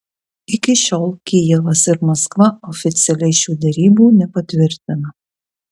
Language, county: Lithuanian, Kaunas